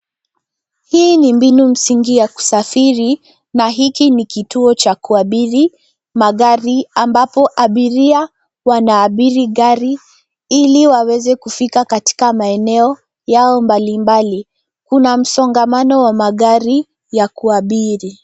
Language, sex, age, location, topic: Swahili, female, 25-35, Nairobi, government